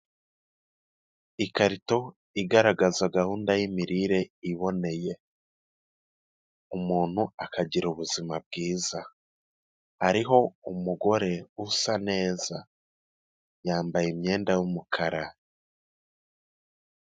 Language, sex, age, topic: Kinyarwanda, male, 18-24, health